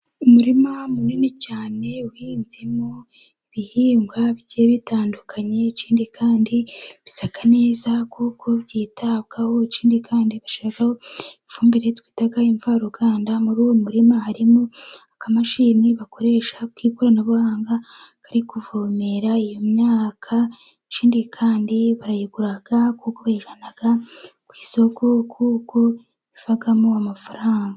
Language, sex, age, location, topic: Kinyarwanda, female, 25-35, Musanze, agriculture